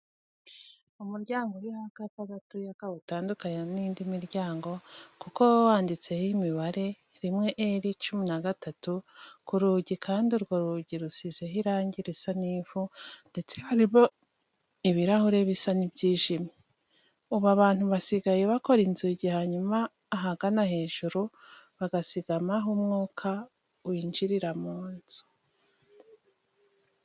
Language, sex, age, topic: Kinyarwanda, female, 25-35, education